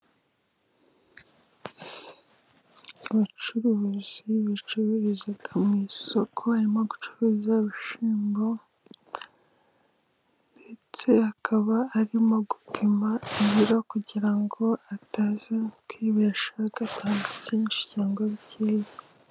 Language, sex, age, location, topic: Kinyarwanda, female, 18-24, Musanze, agriculture